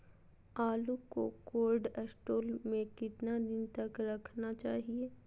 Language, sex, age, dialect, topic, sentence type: Magahi, female, 25-30, Southern, agriculture, question